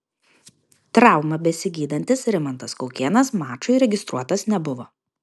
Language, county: Lithuanian, Vilnius